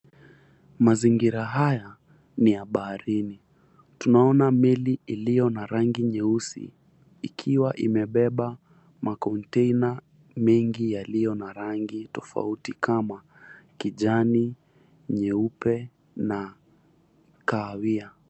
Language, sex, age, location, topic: Swahili, female, 50+, Mombasa, government